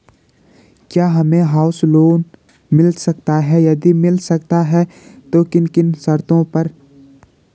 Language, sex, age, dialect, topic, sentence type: Hindi, male, 18-24, Garhwali, banking, question